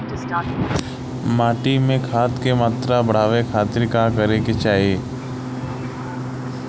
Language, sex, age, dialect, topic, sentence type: Bhojpuri, male, 18-24, Southern / Standard, agriculture, question